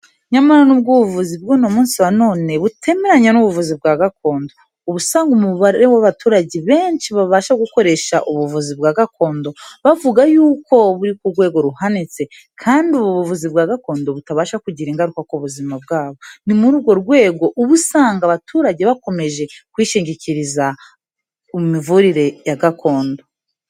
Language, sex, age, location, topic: Kinyarwanda, female, 18-24, Kigali, health